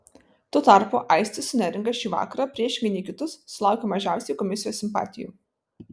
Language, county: Lithuanian, Vilnius